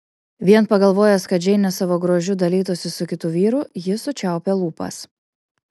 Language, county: Lithuanian, Kaunas